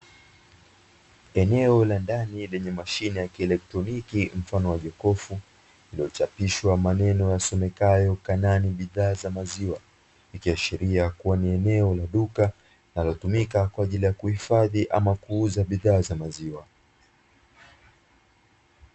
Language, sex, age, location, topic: Swahili, male, 25-35, Dar es Salaam, finance